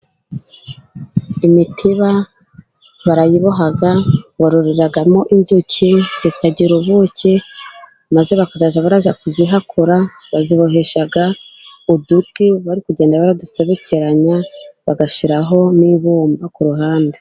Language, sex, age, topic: Kinyarwanda, female, 18-24, government